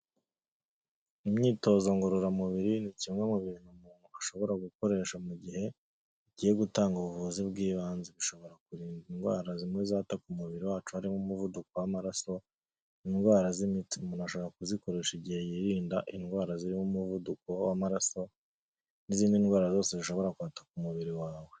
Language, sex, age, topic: Kinyarwanda, male, 25-35, health